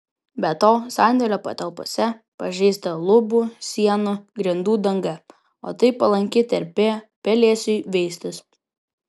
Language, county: Lithuanian, Vilnius